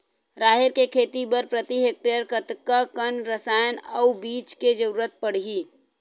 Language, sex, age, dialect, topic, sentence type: Chhattisgarhi, female, 51-55, Western/Budati/Khatahi, agriculture, question